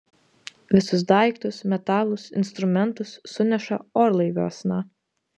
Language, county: Lithuanian, Vilnius